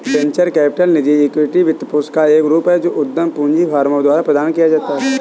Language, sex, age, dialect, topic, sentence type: Hindi, male, 18-24, Awadhi Bundeli, banking, statement